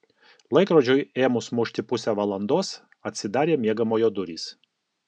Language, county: Lithuanian, Alytus